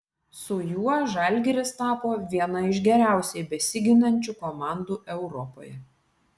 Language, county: Lithuanian, Vilnius